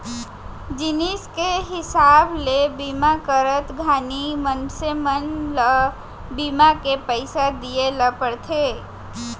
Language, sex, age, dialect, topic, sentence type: Chhattisgarhi, female, 18-24, Central, banking, statement